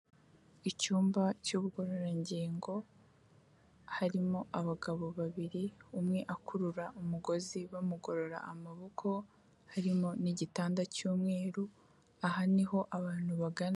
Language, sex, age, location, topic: Kinyarwanda, female, 18-24, Kigali, health